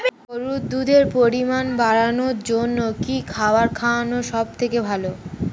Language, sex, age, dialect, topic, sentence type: Bengali, female, 18-24, Standard Colloquial, agriculture, question